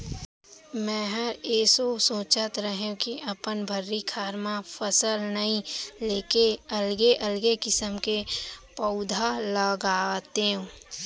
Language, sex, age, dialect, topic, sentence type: Chhattisgarhi, female, 18-24, Central, agriculture, statement